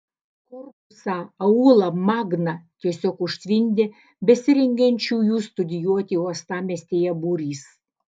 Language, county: Lithuanian, Alytus